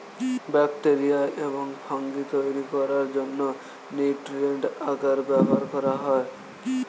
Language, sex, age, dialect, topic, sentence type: Bengali, male, 18-24, Standard Colloquial, agriculture, statement